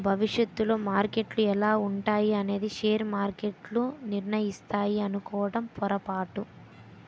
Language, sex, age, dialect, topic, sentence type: Telugu, female, 18-24, Utterandhra, banking, statement